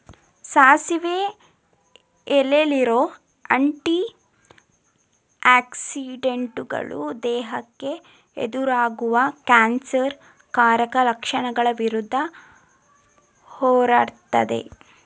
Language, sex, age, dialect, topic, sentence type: Kannada, female, 18-24, Mysore Kannada, agriculture, statement